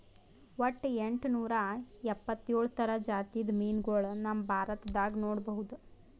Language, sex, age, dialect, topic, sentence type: Kannada, female, 18-24, Northeastern, agriculture, statement